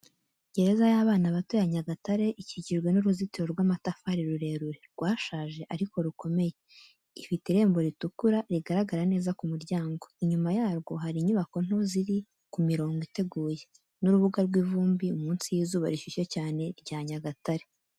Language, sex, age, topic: Kinyarwanda, female, 18-24, education